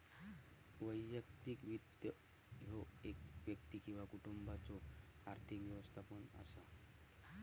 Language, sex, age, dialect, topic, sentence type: Marathi, male, 31-35, Southern Konkan, banking, statement